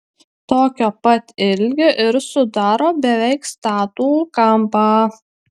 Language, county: Lithuanian, Klaipėda